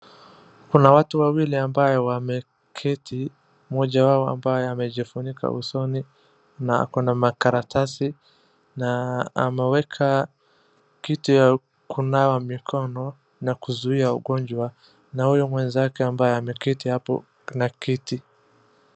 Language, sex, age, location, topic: Swahili, male, 25-35, Wajir, health